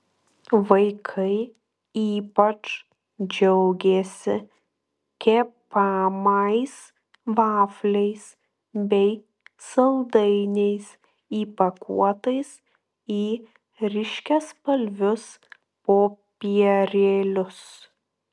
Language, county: Lithuanian, Klaipėda